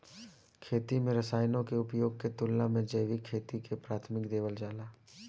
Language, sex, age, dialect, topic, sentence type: Bhojpuri, male, 18-24, Southern / Standard, agriculture, statement